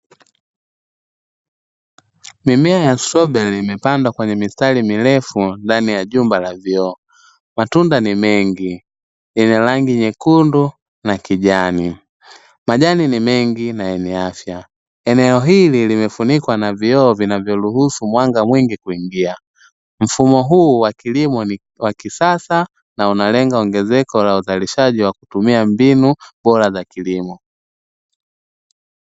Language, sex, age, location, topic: Swahili, male, 25-35, Dar es Salaam, agriculture